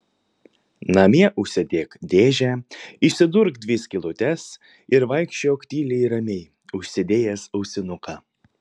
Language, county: Lithuanian, Panevėžys